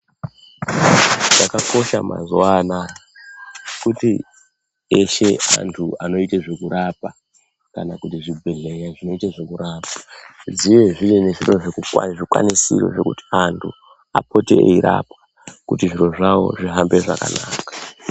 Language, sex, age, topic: Ndau, male, 25-35, health